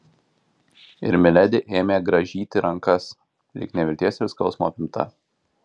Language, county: Lithuanian, Kaunas